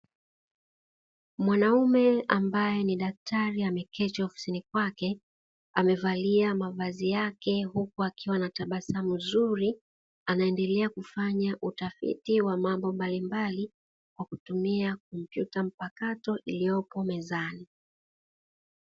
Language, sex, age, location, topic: Swahili, female, 36-49, Dar es Salaam, health